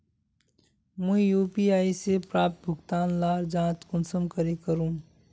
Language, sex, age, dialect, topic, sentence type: Magahi, male, 56-60, Northeastern/Surjapuri, banking, question